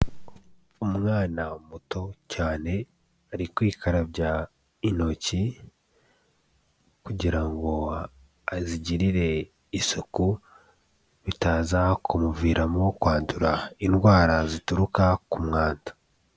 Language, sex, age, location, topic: Kinyarwanda, male, 18-24, Kigali, health